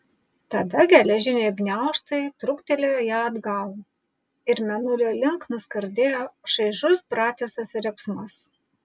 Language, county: Lithuanian, Vilnius